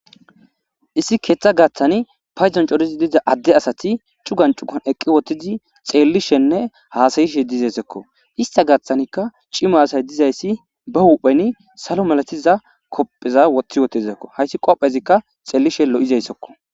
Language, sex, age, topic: Gamo, male, 25-35, government